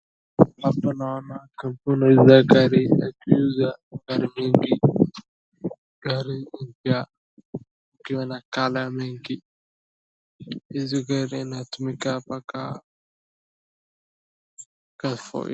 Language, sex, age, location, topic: Swahili, male, 18-24, Wajir, finance